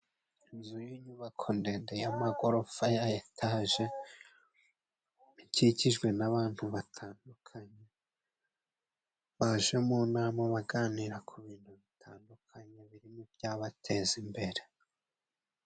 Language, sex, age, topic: Kinyarwanda, male, 25-35, government